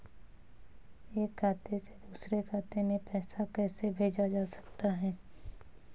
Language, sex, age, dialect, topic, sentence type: Hindi, female, 18-24, Marwari Dhudhari, banking, question